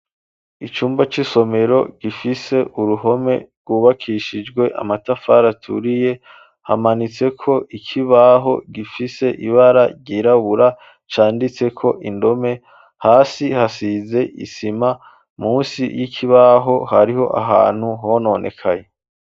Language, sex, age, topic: Rundi, male, 25-35, education